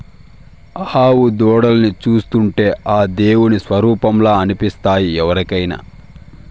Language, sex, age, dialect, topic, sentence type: Telugu, male, 18-24, Southern, agriculture, statement